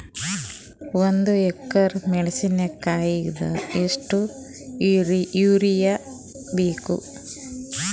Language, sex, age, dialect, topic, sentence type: Kannada, female, 41-45, Northeastern, agriculture, question